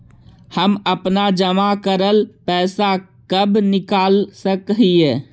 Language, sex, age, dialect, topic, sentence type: Magahi, male, 18-24, Central/Standard, banking, question